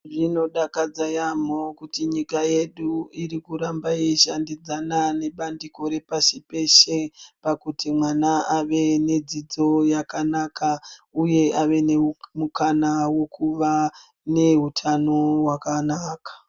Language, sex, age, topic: Ndau, female, 36-49, health